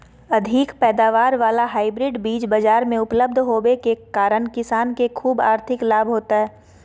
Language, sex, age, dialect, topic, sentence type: Magahi, female, 25-30, Southern, agriculture, statement